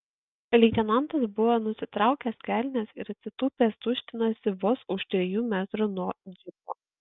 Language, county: Lithuanian, Kaunas